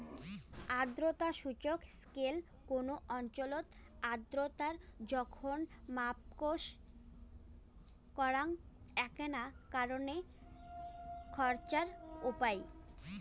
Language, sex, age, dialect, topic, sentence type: Bengali, female, 25-30, Rajbangshi, agriculture, statement